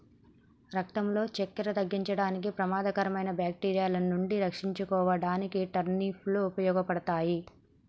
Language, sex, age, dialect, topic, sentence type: Telugu, male, 31-35, Telangana, agriculture, statement